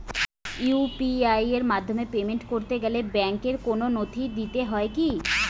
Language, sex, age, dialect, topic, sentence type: Bengali, female, 25-30, Rajbangshi, banking, question